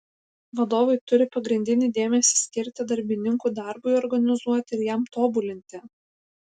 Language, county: Lithuanian, Panevėžys